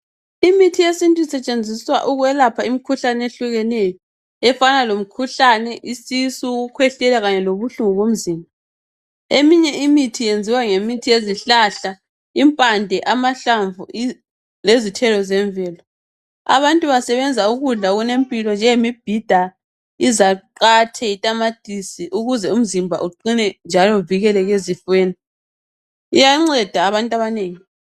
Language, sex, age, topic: North Ndebele, female, 25-35, health